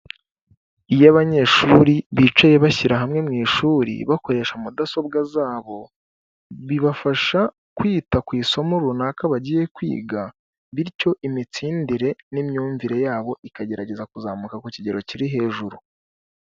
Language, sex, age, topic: Kinyarwanda, male, 18-24, government